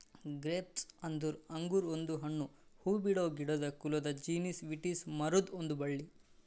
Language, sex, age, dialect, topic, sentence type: Kannada, male, 18-24, Northeastern, agriculture, statement